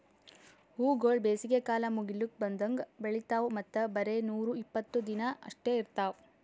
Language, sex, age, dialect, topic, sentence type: Kannada, female, 18-24, Northeastern, agriculture, statement